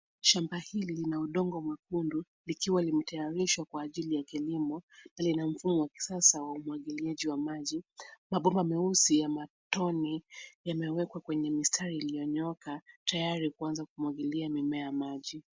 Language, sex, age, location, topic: Swahili, female, 25-35, Nairobi, agriculture